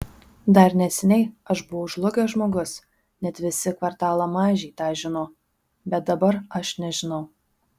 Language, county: Lithuanian, Vilnius